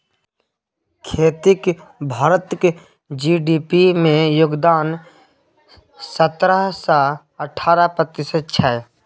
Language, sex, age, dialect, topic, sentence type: Maithili, male, 18-24, Bajjika, agriculture, statement